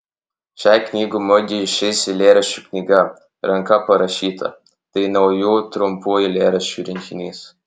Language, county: Lithuanian, Alytus